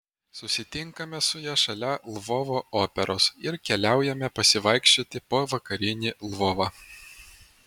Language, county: Lithuanian, Vilnius